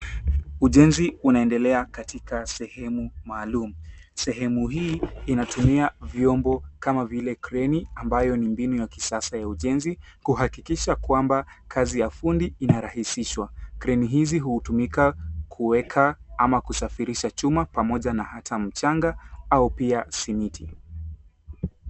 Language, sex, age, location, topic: Swahili, male, 18-24, Nairobi, government